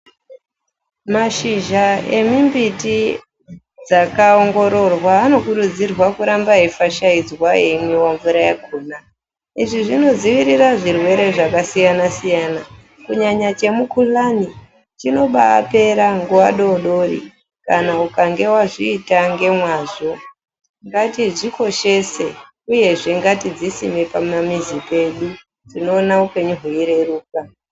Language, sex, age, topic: Ndau, female, 36-49, health